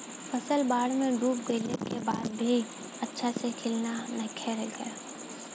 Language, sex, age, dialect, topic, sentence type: Bhojpuri, female, 18-24, Southern / Standard, agriculture, question